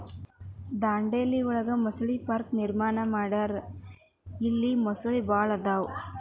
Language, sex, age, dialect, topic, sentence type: Kannada, female, 18-24, Dharwad Kannada, agriculture, statement